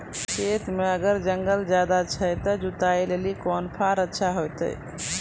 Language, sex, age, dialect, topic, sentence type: Maithili, female, 36-40, Angika, agriculture, question